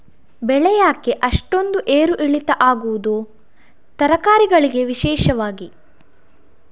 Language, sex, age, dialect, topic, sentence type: Kannada, female, 51-55, Coastal/Dakshin, agriculture, question